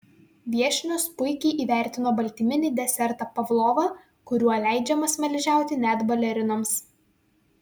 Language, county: Lithuanian, Vilnius